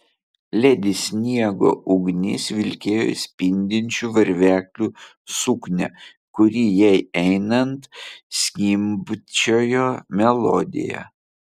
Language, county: Lithuanian, Vilnius